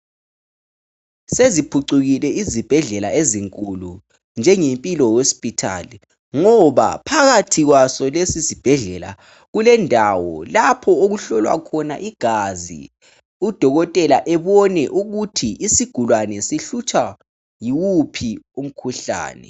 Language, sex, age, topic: North Ndebele, male, 18-24, health